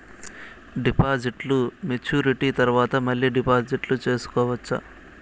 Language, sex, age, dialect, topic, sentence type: Telugu, male, 18-24, Southern, banking, question